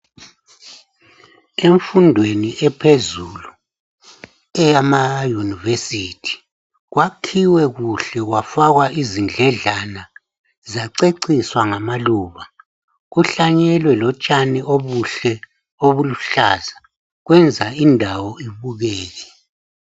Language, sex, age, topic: North Ndebele, male, 50+, education